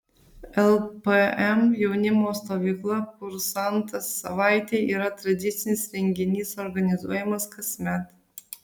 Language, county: Lithuanian, Vilnius